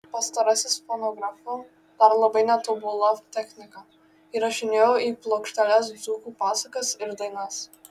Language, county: Lithuanian, Marijampolė